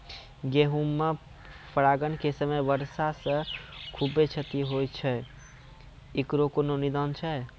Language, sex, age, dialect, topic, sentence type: Maithili, male, 18-24, Angika, agriculture, question